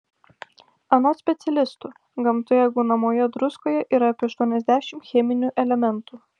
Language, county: Lithuanian, Vilnius